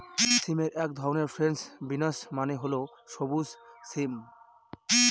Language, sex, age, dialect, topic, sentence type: Bengali, male, 25-30, Northern/Varendri, agriculture, statement